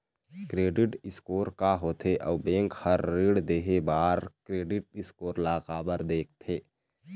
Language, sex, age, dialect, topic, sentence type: Chhattisgarhi, male, 18-24, Eastern, banking, question